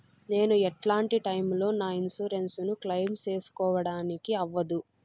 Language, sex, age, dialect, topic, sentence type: Telugu, female, 46-50, Southern, banking, question